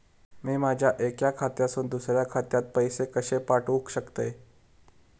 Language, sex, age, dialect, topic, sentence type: Marathi, male, 18-24, Southern Konkan, banking, question